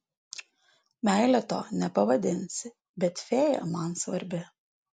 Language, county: Lithuanian, Alytus